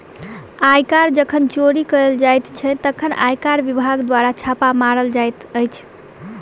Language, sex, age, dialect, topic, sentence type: Maithili, female, 18-24, Southern/Standard, banking, statement